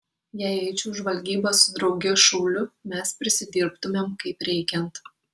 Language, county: Lithuanian, Kaunas